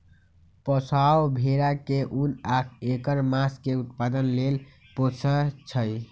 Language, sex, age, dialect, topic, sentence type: Magahi, male, 18-24, Western, agriculture, statement